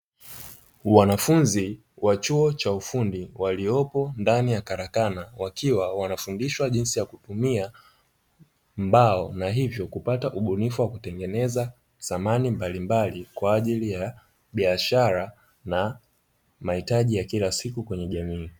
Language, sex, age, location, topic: Swahili, male, 25-35, Dar es Salaam, education